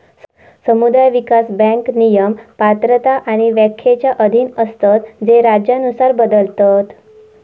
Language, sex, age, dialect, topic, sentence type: Marathi, female, 18-24, Southern Konkan, banking, statement